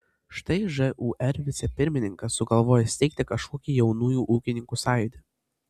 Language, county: Lithuanian, Panevėžys